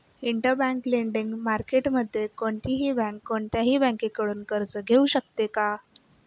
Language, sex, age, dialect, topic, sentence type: Marathi, female, 18-24, Standard Marathi, banking, statement